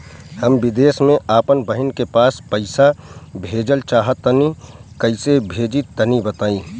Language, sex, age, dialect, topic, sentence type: Bhojpuri, male, 31-35, Southern / Standard, banking, question